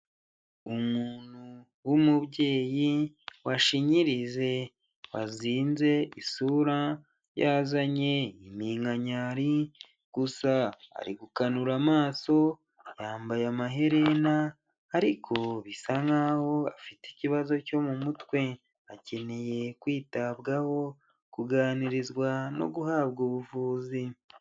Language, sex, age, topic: Kinyarwanda, male, 18-24, health